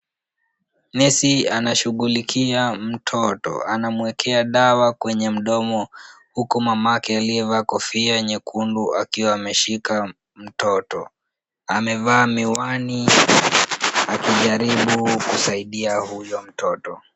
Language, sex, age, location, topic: Swahili, female, 18-24, Kisumu, health